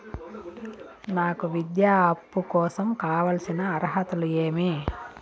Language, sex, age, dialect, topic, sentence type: Telugu, female, 41-45, Southern, banking, question